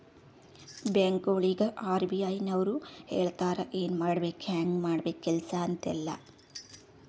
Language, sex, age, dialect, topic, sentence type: Kannada, female, 51-55, Northeastern, banking, statement